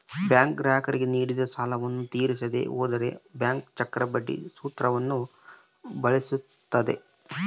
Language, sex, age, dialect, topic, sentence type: Kannada, male, 25-30, Central, banking, statement